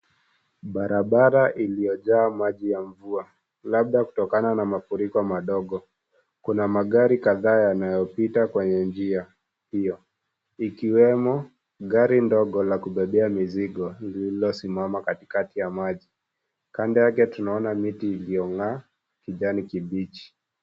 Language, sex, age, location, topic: Swahili, female, 25-35, Kisii, health